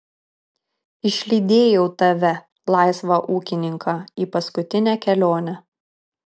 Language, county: Lithuanian, Kaunas